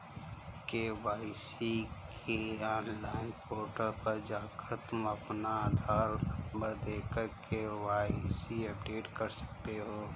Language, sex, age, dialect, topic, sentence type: Hindi, male, 25-30, Kanauji Braj Bhasha, banking, statement